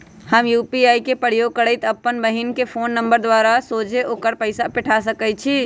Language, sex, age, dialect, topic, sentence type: Magahi, male, 25-30, Western, banking, statement